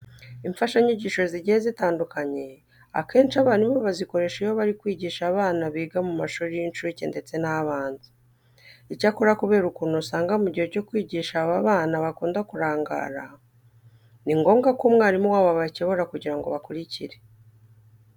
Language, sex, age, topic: Kinyarwanda, female, 25-35, education